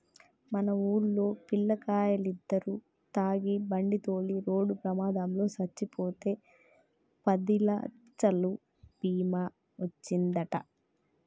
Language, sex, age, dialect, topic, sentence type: Telugu, female, 25-30, Telangana, banking, statement